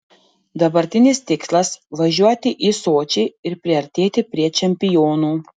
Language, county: Lithuanian, Panevėžys